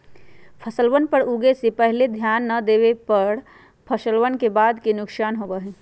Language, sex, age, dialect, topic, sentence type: Magahi, female, 46-50, Western, agriculture, statement